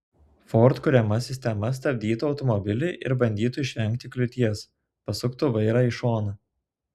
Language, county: Lithuanian, Telšiai